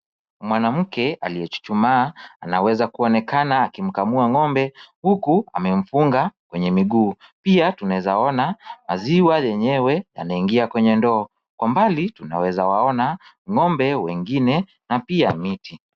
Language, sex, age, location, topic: Swahili, male, 50+, Kisumu, agriculture